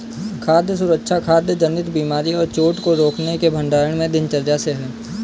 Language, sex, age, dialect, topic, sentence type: Hindi, male, 18-24, Kanauji Braj Bhasha, agriculture, statement